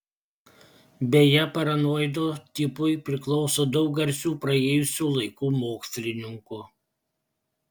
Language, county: Lithuanian, Panevėžys